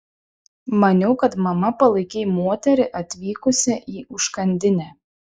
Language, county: Lithuanian, Šiauliai